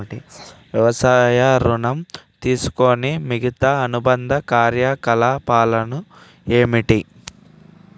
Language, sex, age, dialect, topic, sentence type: Telugu, male, 18-24, Telangana, banking, question